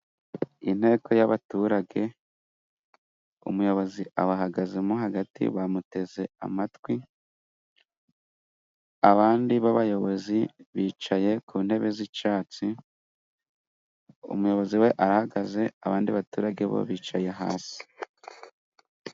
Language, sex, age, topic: Kinyarwanda, male, 25-35, government